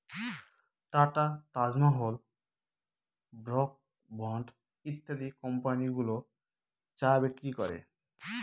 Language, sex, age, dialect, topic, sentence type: Bengali, male, 31-35, Northern/Varendri, agriculture, statement